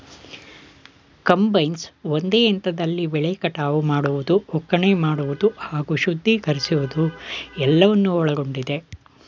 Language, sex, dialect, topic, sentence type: Kannada, male, Mysore Kannada, agriculture, statement